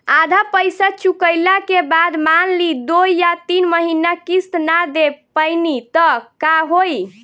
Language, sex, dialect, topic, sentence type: Bhojpuri, female, Southern / Standard, banking, question